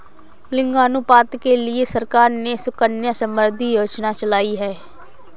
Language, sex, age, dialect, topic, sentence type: Hindi, female, 25-30, Awadhi Bundeli, banking, statement